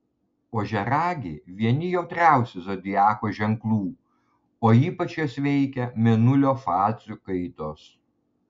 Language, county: Lithuanian, Panevėžys